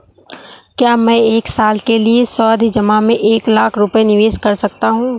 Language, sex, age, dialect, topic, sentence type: Hindi, male, 18-24, Awadhi Bundeli, banking, question